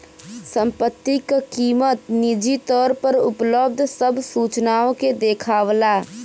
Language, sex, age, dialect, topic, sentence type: Bhojpuri, female, 18-24, Western, banking, statement